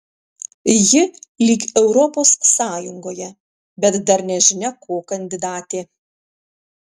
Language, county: Lithuanian, Panevėžys